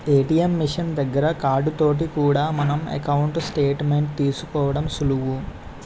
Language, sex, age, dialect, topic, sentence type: Telugu, male, 18-24, Utterandhra, banking, statement